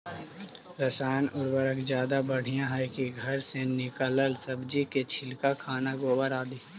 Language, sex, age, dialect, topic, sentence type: Magahi, male, 18-24, Central/Standard, agriculture, question